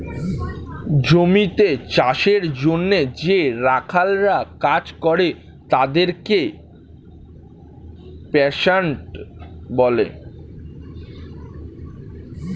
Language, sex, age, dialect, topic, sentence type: Bengali, male, <18, Standard Colloquial, agriculture, statement